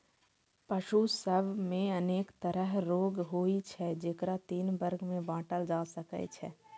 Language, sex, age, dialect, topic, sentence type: Maithili, female, 18-24, Eastern / Thethi, agriculture, statement